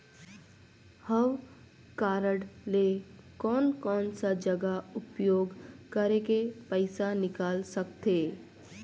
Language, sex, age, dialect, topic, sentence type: Chhattisgarhi, female, 31-35, Northern/Bhandar, banking, question